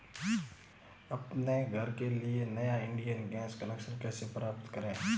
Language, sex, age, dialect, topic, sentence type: Hindi, male, 25-30, Marwari Dhudhari, banking, question